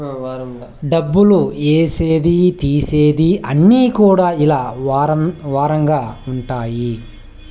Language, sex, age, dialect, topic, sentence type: Telugu, male, 25-30, Southern, banking, statement